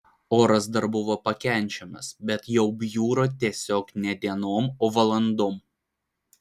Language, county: Lithuanian, Vilnius